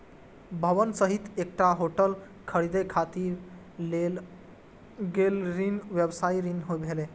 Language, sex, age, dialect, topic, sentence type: Maithili, male, 18-24, Eastern / Thethi, banking, statement